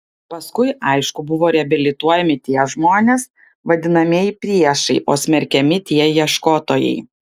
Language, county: Lithuanian, Klaipėda